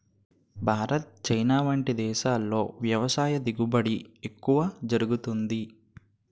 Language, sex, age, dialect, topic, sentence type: Telugu, male, 18-24, Utterandhra, agriculture, statement